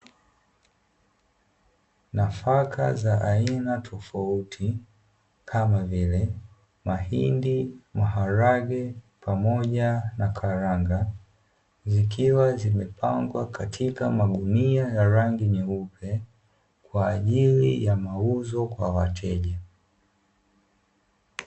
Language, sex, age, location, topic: Swahili, male, 25-35, Dar es Salaam, agriculture